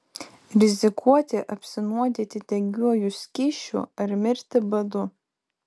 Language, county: Lithuanian, Vilnius